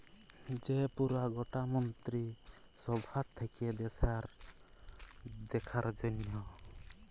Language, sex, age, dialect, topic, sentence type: Bengali, male, 31-35, Jharkhandi, banking, statement